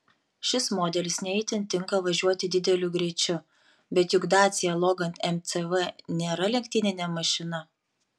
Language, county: Lithuanian, Panevėžys